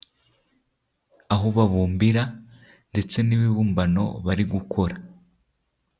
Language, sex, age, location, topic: Kinyarwanda, male, 18-24, Nyagatare, education